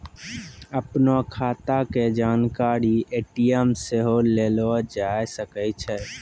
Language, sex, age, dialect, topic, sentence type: Maithili, male, 18-24, Angika, banking, statement